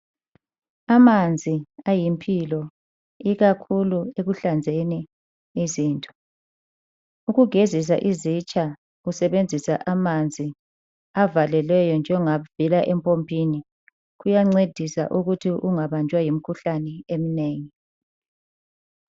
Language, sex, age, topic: North Ndebele, female, 18-24, health